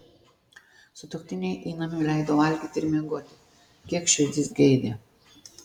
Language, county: Lithuanian, Tauragė